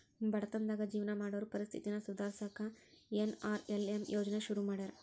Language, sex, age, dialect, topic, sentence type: Kannada, female, 41-45, Dharwad Kannada, banking, statement